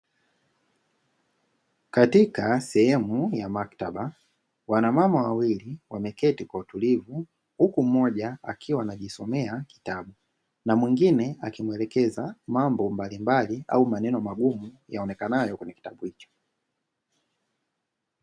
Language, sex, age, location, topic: Swahili, male, 25-35, Dar es Salaam, education